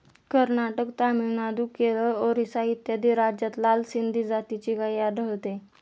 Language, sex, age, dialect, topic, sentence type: Marathi, female, 18-24, Standard Marathi, agriculture, statement